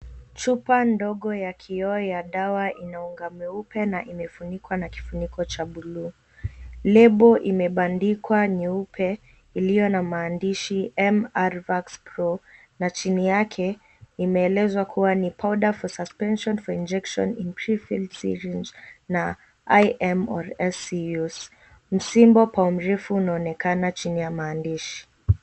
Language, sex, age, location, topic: Swahili, female, 18-24, Mombasa, health